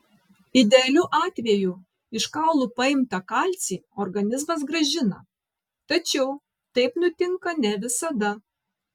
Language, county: Lithuanian, Vilnius